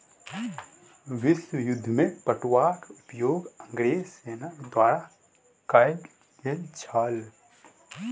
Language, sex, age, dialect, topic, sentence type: Maithili, male, 18-24, Southern/Standard, agriculture, statement